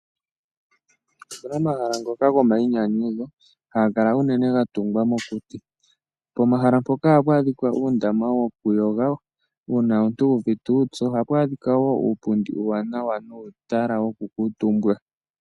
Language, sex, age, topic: Oshiwambo, male, 18-24, agriculture